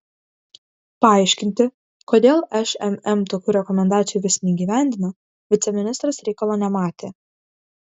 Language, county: Lithuanian, Kaunas